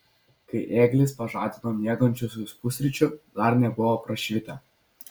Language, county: Lithuanian, Vilnius